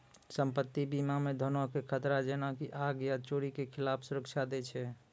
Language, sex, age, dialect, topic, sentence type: Maithili, male, 18-24, Angika, banking, statement